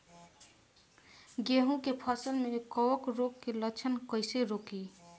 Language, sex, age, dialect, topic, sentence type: Bhojpuri, female, <18, Southern / Standard, agriculture, question